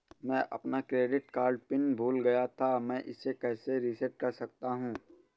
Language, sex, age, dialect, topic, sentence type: Hindi, male, 18-24, Awadhi Bundeli, banking, question